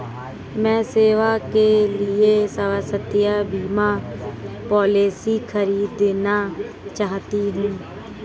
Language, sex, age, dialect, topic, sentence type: Hindi, female, 18-24, Hindustani Malvi Khadi Boli, banking, statement